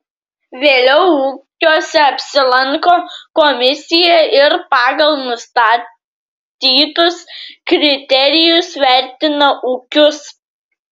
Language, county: Lithuanian, Klaipėda